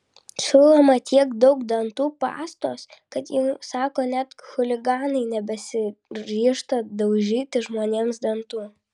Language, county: Lithuanian, Vilnius